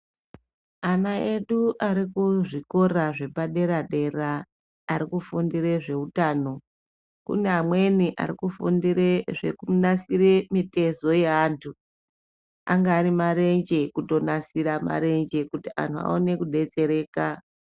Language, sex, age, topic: Ndau, male, 50+, health